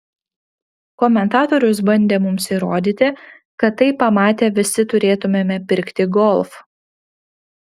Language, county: Lithuanian, Panevėžys